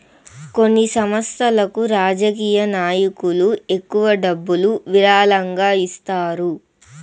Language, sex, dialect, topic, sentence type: Telugu, female, Southern, banking, statement